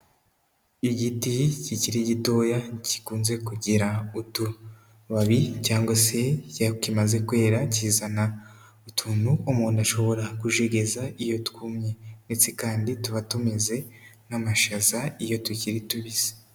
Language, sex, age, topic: Kinyarwanda, female, 18-24, agriculture